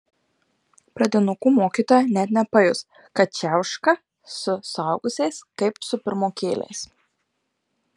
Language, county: Lithuanian, Marijampolė